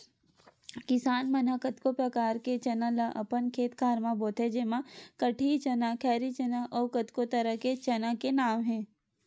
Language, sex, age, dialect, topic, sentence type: Chhattisgarhi, female, 18-24, Western/Budati/Khatahi, agriculture, statement